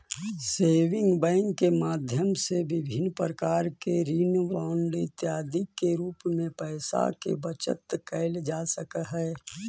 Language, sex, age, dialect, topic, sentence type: Magahi, male, 41-45, Central/Standard, banking, statement